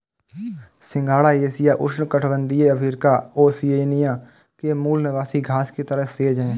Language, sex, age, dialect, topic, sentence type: Hindi, male, 25-30, Awadhi Bundeli, agriculture, statement